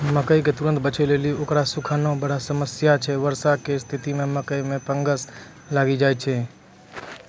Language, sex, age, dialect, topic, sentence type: Maithili, male, 18-24, Angika, agriculture, question